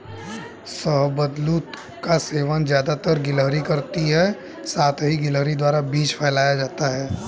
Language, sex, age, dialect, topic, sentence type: Hindi, male, 18-24, Hindustani Malvi Khadi Boli, agriculture, statement